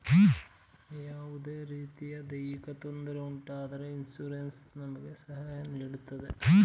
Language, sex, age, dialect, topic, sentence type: Kannada, male, 25-30, Mysore Kannada, banking, statement